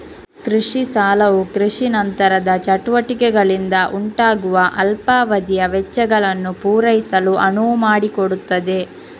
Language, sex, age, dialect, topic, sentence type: Kannada, female, 18-24, Coastal/Dakshin, agriculture, statement